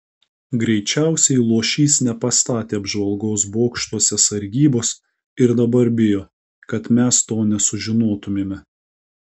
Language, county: Lithuanian, Kaunas